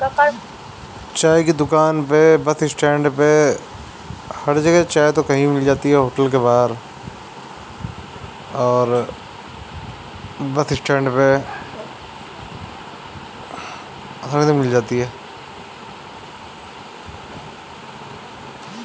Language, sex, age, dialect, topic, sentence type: Bhojpuri, male, 36-40, Northern, agriculture, statement